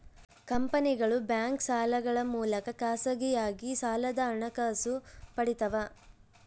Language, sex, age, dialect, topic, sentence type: Kannada, female, 18-24, Central, banking, statement